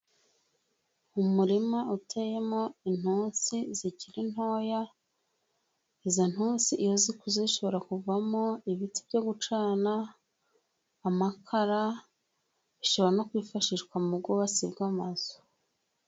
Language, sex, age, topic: Kinyarwanda, female, 25-35, agriculture